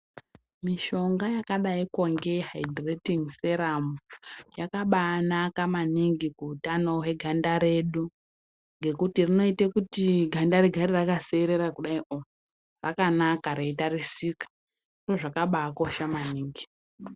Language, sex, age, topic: Ndau, female, 18-24, health